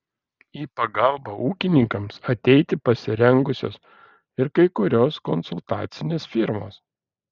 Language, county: Lithuanian, Vilnius